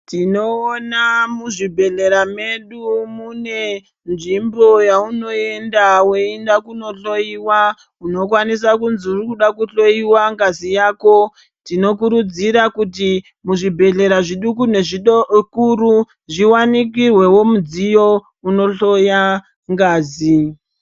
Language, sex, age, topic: Ndau, male, 36-49, health